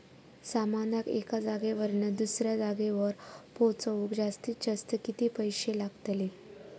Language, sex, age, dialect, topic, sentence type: Marathi, female, 25-30, Southern Konkan, banking, statement